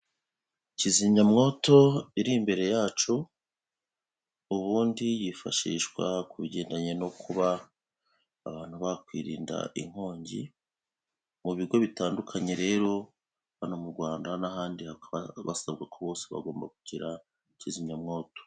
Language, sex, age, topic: Kinyarwanda, male, 36-49, government